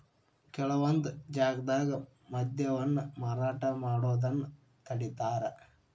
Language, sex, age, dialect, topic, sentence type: Kannada, male, 18-24, Dharwad Kannada, banking, statement